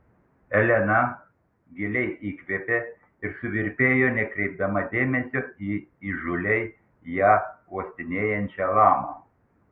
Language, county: Lithuanian, Panevėžys